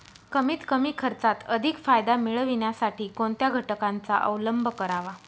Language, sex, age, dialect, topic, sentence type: Marathi, female, 25-30, Northern Konkan, agriculture, question